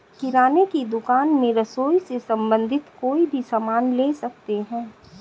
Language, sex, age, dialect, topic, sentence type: Hindi, female, 36-40, Hindustani Malvi Khadi Boli, agriculture, statement